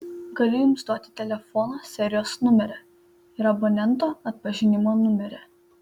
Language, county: Lithuanian, Panevėžys